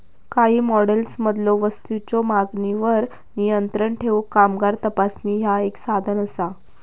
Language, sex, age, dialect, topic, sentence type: Marathi, female, 18-24, Southern Konkan, banking, statement